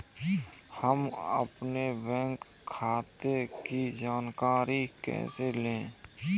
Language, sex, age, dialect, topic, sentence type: Hindi, male, 18-24, Kanauji Braj Bhasha, banking, question